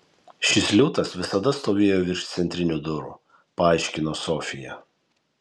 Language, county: Lithuanian, Kaunas